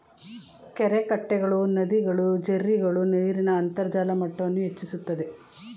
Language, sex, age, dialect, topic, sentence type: Kannada, female, 36-40, Mysore Kannada, agriculture, statement